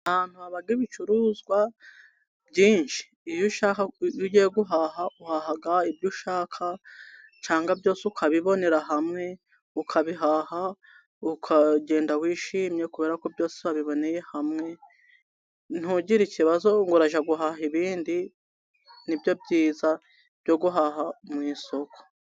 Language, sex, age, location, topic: Kinyarwanda, female, 36-49, Musanze, finance